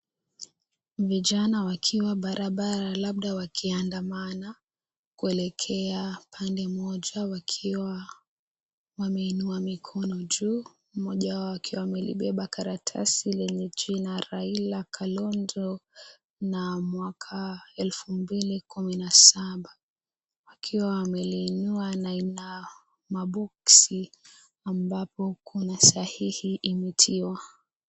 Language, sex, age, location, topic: Swahili, female, 18-24, Kisii, government